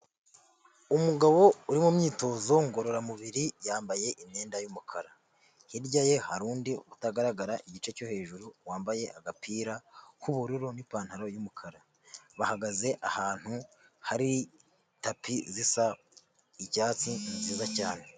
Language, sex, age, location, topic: Kinyarwanda, female, 18-24, Huye, health